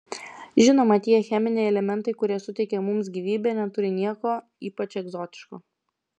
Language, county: Lithuanian, Vilnius